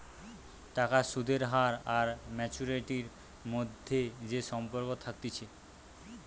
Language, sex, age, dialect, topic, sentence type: Bengali, male, 18-24, Western, banking, statement